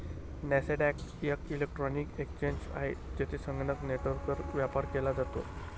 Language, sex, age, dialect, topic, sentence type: Marathi, male, 31-35, Varhadi, banking, statement